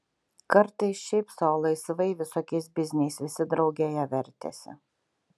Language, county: Lithuanian, Kaunas